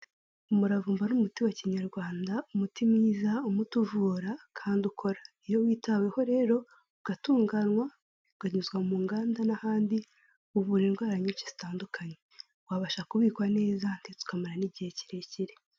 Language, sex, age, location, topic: Kinyarwanda, female, 18-24, Kigali, health